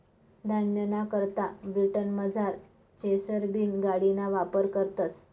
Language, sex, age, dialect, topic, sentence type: Marathi, female, 25-30, Northern Konkan, agriculture, statement